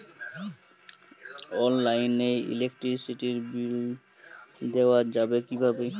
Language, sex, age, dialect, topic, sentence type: Bengali, male, 18-24, Jharkhandi, banking, question